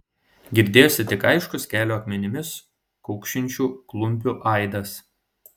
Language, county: Lithuanian, Šiauliai